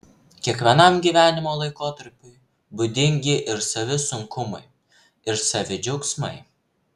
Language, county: Lithuanian, Vilnius